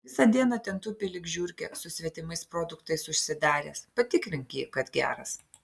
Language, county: Lithuanian, Klaipėda